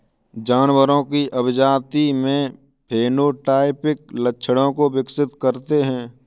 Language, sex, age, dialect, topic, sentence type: Hindi, male, 18-24, Kanauji Braj Bhasha, agriculture, statement